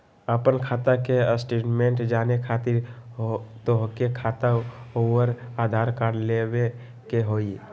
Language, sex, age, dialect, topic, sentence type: Magahi, male, 18-24, Western, banking, question